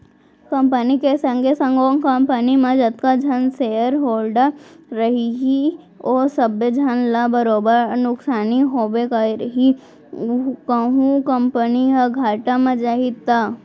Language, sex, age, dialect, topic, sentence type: Chhattisgarhi, female, 18-24, Central, banking, statement